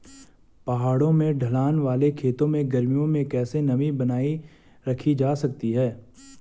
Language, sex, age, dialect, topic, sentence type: Hindi, male, 18-24, Garhwali, agriculture, question